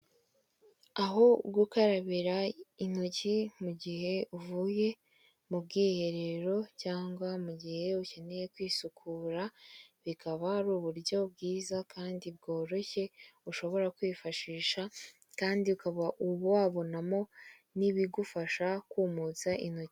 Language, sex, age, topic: Kinyarwanda, female, 25-35, finance